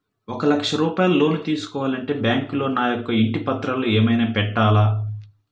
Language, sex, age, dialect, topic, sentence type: Telugu, male, 31-35, Central/Coastal, banking, question